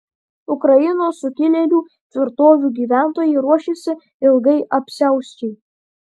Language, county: Lithuanian, Kaunas